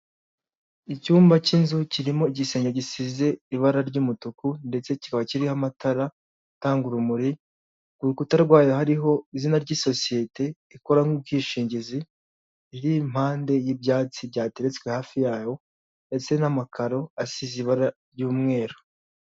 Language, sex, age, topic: Kinyarwanda, male, 18-24, finance